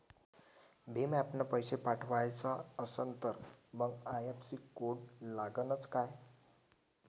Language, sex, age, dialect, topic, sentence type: Marathi, male, 18-24, Varhadi, banking, question